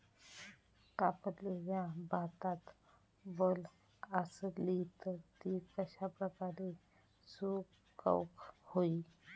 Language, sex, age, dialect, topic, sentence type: Marathi, male, 31-35, Southern Konkan, agriculture, question